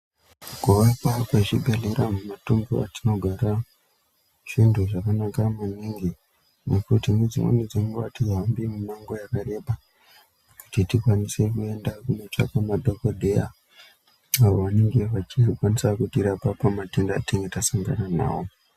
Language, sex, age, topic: Ndau, male, 25-35, health